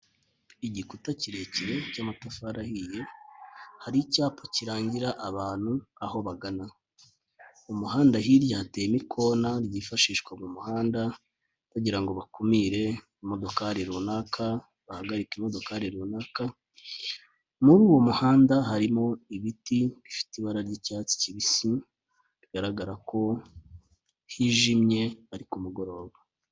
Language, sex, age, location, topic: Kinyarwanda, female, 25-35, Kigali, health